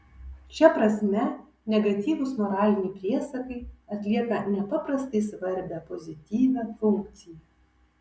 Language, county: Lithuanian, Kaunas